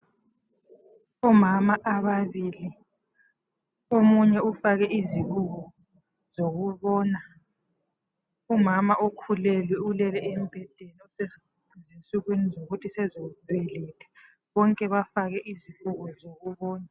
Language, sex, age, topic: North Ndebele, female, 36-49, health